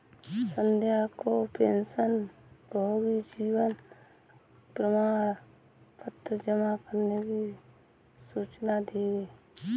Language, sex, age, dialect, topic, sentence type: Hindi, female, 18-24, Awadhi Bundeli, banking, statement